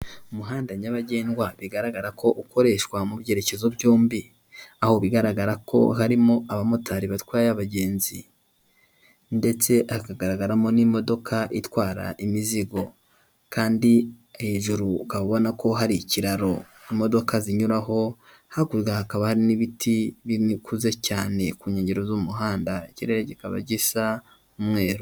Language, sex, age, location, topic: Kinyarwanda, male, 18-24, Kigali, government